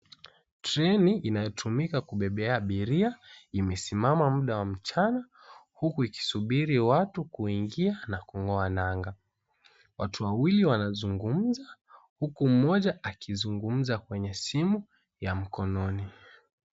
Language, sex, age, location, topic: Swahili, male, 18-24, Mombasa, government